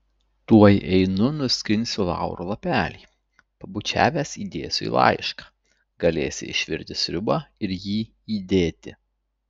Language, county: Lithuanian, Utena